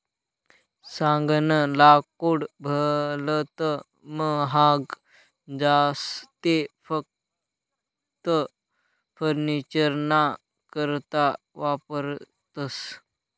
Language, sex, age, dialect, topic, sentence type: Marathi, male, 18-24, Northern Konkan, agriculture, statement